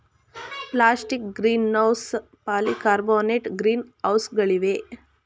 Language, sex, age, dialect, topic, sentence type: Kannada, female, 36-40, Mysore Kannada, agriculture, statement